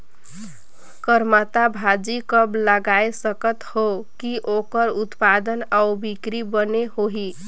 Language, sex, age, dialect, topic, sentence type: Chhattisgarhi, female, 31-35, Northern/Bhandar, agriculture, question